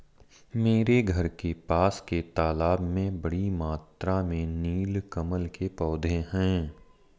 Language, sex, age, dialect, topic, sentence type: Hindi, male, 31-35, Marwari Dhudhari, agriculture, statement